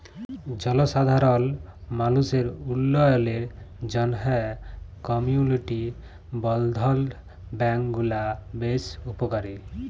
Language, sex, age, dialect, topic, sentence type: Bengali, male, 25-30, Jharkhandi, banking, statement